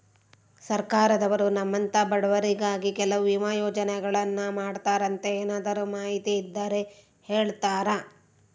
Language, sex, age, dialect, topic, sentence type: Kannada, female, 36-40, Central, banking, question